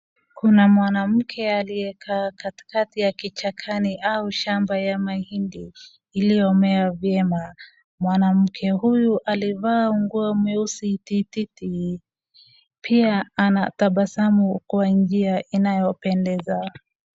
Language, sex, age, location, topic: Swahili, female, 25-35, Wajir, agriculture